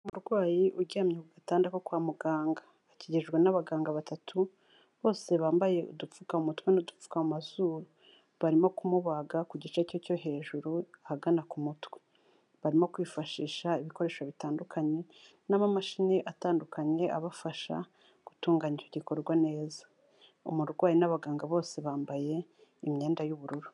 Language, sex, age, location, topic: Kinyarwanda, female, 36-49, Kigali, health